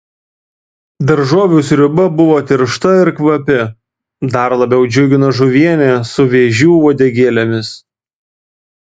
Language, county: Lithuanian, Vilnius